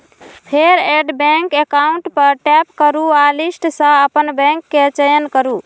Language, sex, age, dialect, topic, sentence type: Maithili, female, 25-30, Eastern / Thethi, banking, statement